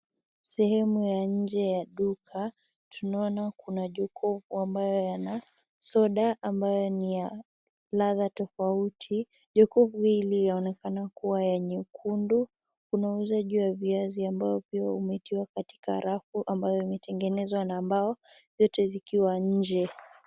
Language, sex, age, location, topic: Swahili, female, 18-24, Nakuru, finance